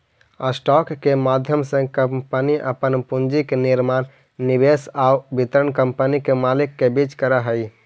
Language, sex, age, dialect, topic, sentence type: Magahi, male, 25-30, Central/Standard, banking, statement